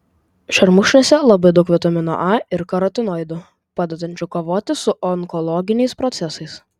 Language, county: Lithuanian, Vilnius